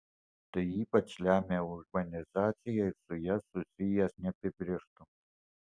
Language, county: Lithuanian, Alytus